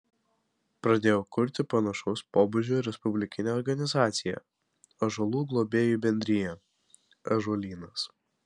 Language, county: Lithuanian, Vilnius